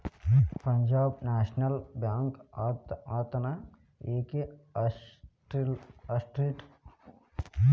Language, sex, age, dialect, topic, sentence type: Kannada, male, 18-24, Dharwad Kannada, banking, statement